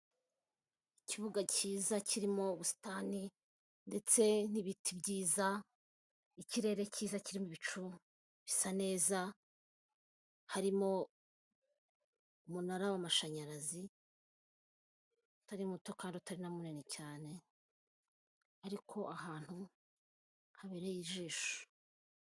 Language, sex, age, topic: Kinyarwanda, female, 25-35, government